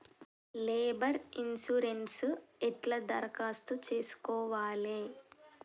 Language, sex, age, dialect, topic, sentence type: Telugu, female, 18-24, Telangana, banking, question